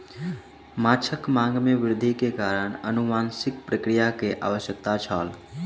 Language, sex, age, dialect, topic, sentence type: Maithili, male, 18-24, Southern/Standard, agriculture, statement